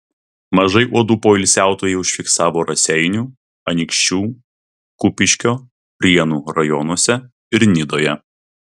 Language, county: Lithuanian, Vilnius